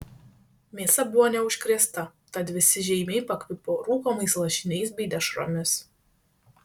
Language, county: Lithuanian, Šiauliai